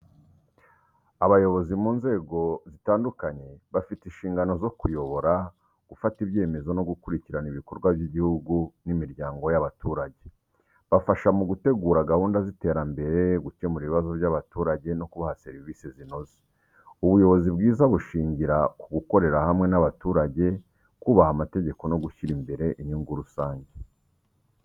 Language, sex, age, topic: Kinyarwanda, male, 36-49, education